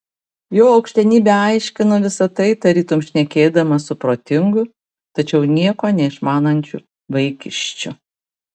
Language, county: Lithuanian, Vilnius